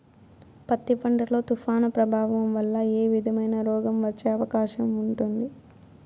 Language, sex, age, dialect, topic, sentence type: Telugu, female, 18-24, Southern, agriculture, question